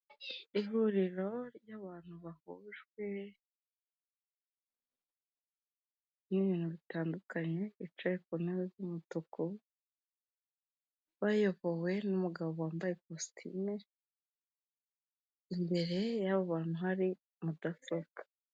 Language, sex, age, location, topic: Kinyarwanda, female, 25-35, Kigali, health